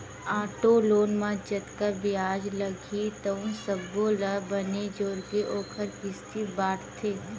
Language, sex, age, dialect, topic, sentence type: Chhattisgarhi, female, 25-30, Western/Budati/Khatahi, banking, statement